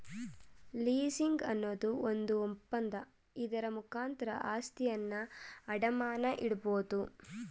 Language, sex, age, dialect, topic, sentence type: Kannada, female, 18-24, Mysore Kannada, banking, statement